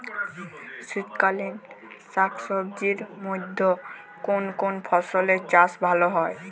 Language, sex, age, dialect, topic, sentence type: Bengali, male, <18, Jharkhandi, agriculture, question